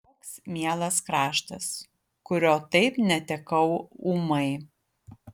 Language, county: Lithuanian, Utena